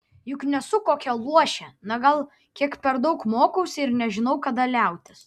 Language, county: Lithuanian, Vilnius